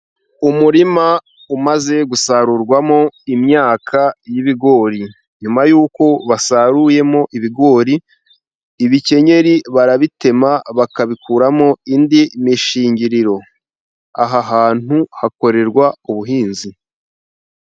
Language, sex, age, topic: Kinyarwanda, male, 25-35, agriculture